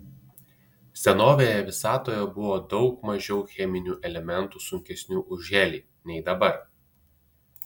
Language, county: Lithuanian, Utena